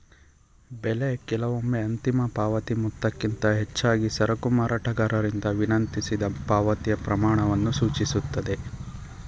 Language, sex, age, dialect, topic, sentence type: Kannada, male, 25-30, Mysore Kannada, banking, statement